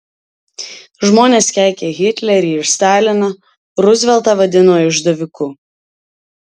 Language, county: Lithuanian, Alytus